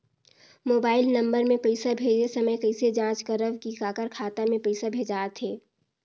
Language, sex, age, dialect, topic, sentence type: Chhattisgarhi, female, 18-24, Northern/Bhandar, banking, question